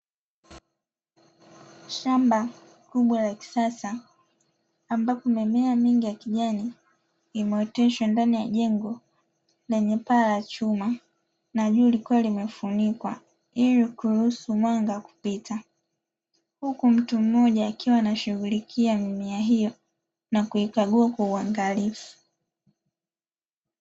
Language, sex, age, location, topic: Swahili, female, 25-35, Dar es Salaam, agriculture